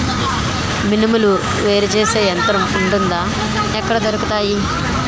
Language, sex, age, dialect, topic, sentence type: Telugu, female, 31-35, Utterandhra, agriculture, question